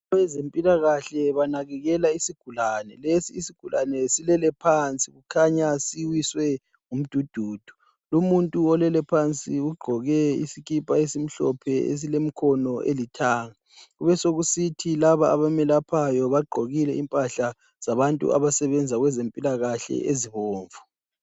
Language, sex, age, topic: North Ndebele, male, 25-35, health